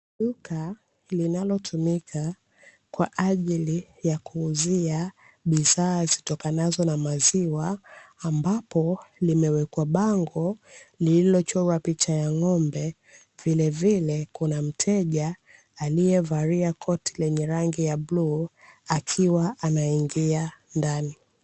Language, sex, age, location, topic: Swahili, female, 25-35, Dar es Salaam, finance